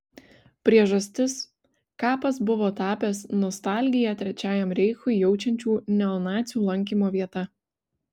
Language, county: Lithuanian, Vilnius